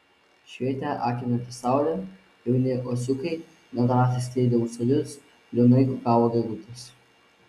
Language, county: Lithuanian, Vilnius